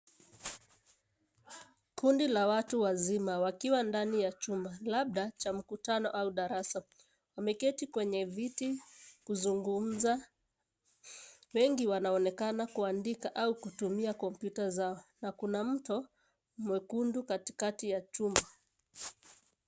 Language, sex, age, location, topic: Swahili, female, 25-35, Nairobi, education